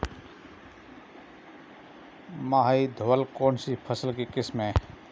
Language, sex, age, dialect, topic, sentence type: Hindi, male, 31-35, Marwari Dhudhari, agriculture, question